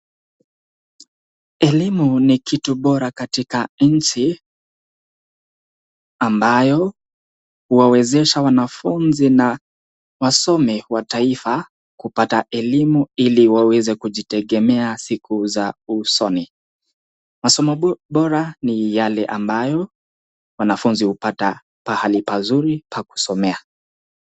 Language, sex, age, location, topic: Swahili, male, 18-24, Nakuru, education